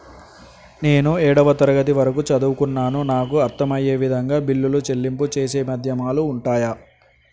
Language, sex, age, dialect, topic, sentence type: Telugu, male, 18-24, Telangana, banking, question